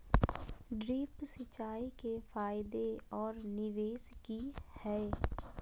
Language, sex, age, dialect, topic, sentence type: Magahi, female, 25-30, Southern, agriculture, question